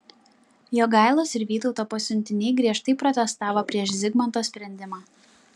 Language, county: Lithuanian, Klaipėda